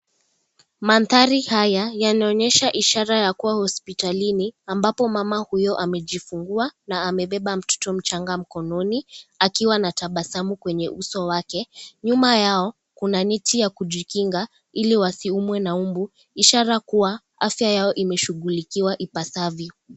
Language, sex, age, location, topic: Swahili, female, 36-49, Kisii, health